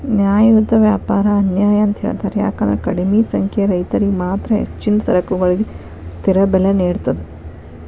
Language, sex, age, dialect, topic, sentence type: Kannada, female, 36-40, Dharwad Kannada, banking, statement